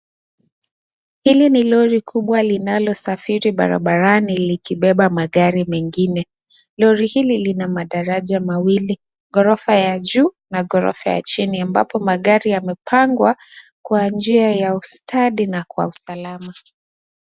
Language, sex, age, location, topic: Swahili, female, 18-24, Nakuru, finance